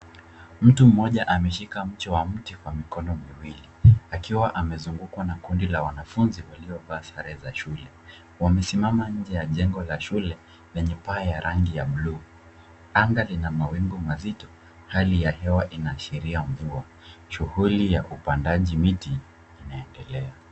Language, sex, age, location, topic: Swahili, male, 25-35, Nairobi, government